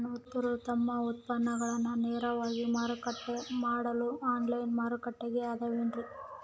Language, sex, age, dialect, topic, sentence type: Kannada, female, 25-30, Central, agriculture, statement